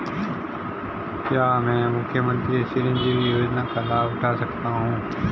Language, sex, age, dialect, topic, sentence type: Hindi, male, 25-30, Marwari Dhudhari, banking, question